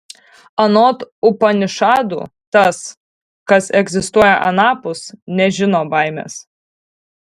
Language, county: Lithuanian, Kaunas